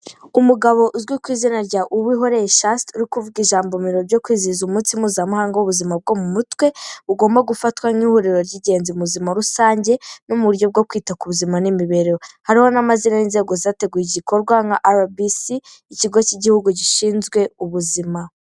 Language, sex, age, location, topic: Kinyarwanda, female, 18-24, Kigali, health